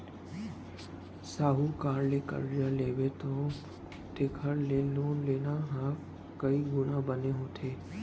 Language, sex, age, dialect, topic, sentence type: Chhattisgarhi, male, 18-24, Central, banking, statement